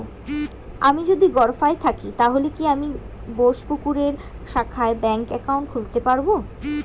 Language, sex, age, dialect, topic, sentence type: Bengali, female, 18-24, Standard Colloquial, banking, question